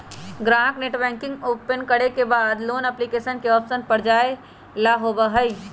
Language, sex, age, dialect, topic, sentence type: Magahi, female, 31-35, Western, banking, statement